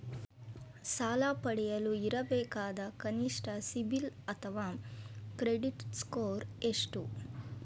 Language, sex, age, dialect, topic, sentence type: Kannada, female, 41-45, Mysore Kannada, banking, question